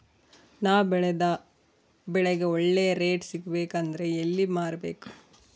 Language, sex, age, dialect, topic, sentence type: Kannada, female, 36-40, Central, agriculture, question